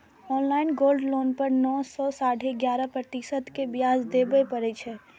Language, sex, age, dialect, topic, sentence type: Maithili, female, 25-30, Eastern / Thethi, banking, statement